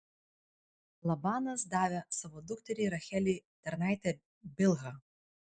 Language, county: Lithuanian, Vilnius